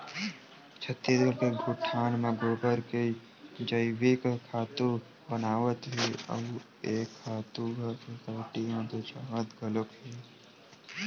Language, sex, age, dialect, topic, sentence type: Chhattisgarhi, male, 18-24, Western/Budati/Khatahi, agriculture, statement